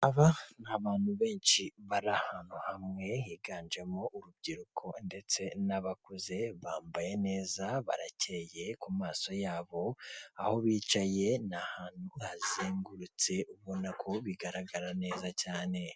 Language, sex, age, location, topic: Kinyarwanda, female, 36-49, Kigali, government